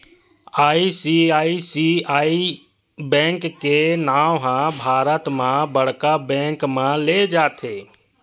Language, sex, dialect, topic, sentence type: Chhattisgarhi, male, Western/Budati/Khatahi, banking, statement